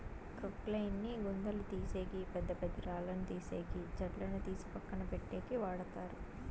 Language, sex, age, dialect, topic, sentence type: Telugu, female, 18-24, Southern, agriculture, statement